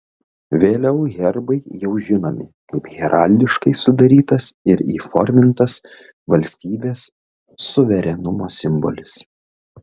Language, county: Lithuanian, Kaunas